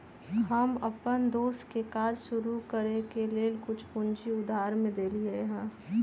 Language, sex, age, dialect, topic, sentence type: Magahi, female, 31-35, Western, banking, statement